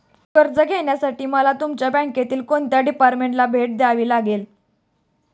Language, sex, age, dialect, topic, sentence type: Marathi, female, 18-24, Standard Marathi, banking, question